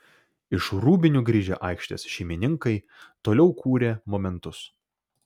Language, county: Lithuanian, Vilnius